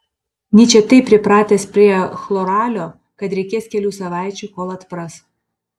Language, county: Lithuanian, Panevėžys